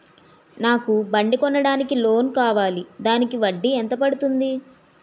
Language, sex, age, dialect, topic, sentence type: Telugu, female, 18-24, Utterandhra, banking, question